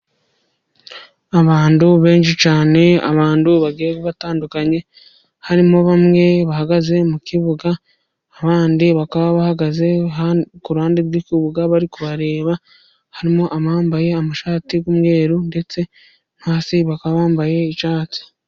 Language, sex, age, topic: Kinyarwanda, female, 25-35, government